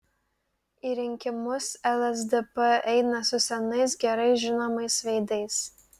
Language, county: Lithuanian, Klaipėda